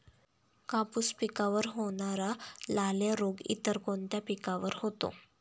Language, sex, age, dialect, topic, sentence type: Marathi, female, 31-35, Standard Marathi, agriculture, question